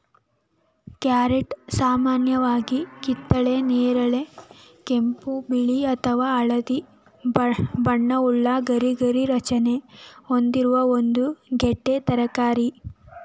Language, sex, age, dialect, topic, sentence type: Kannada, female, 18-24, Mysore Kannada, agriculture, statement